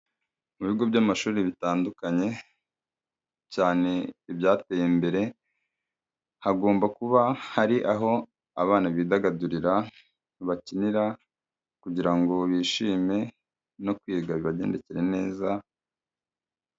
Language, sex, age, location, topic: Kinyarwanda, male, 25-35, Kigali, education